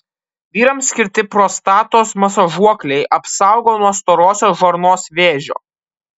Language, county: Lithuanian, Kaunas